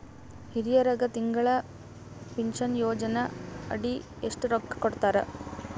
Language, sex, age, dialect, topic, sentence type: Kannada, female, 18-24, Northeastern, banking, question